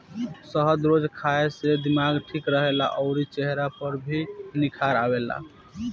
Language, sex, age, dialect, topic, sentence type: Bhojpuri, male, <18, Southern / Standard, agriculture, statement